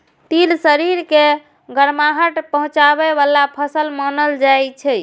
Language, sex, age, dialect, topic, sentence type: Maithili, female, 36-40, Eastern / Thethi, agriculture, statement